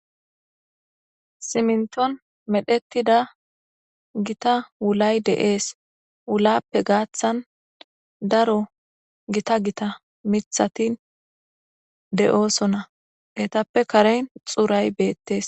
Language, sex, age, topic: Gamo, female, 18-24, government